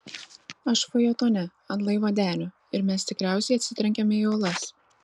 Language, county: Lithuanian, Vilnius